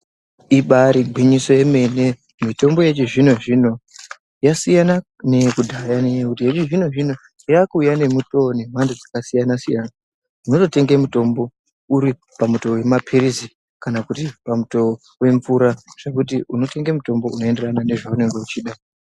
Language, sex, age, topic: Ndau, male, 25-35, health